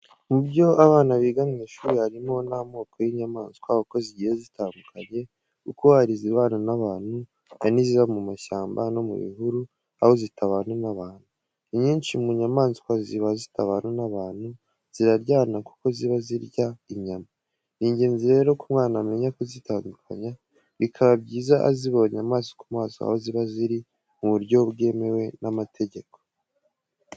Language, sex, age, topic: Kinyarwanda, male, 18-24, education